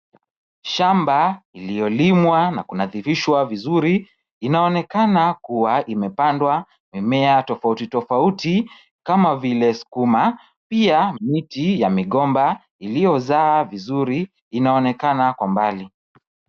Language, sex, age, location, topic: Swahili, male, 25-35, Kisumu, agriculture